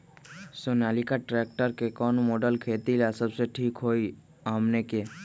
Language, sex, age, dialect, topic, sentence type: Magahi, male, 31-35, Western, agriculture, question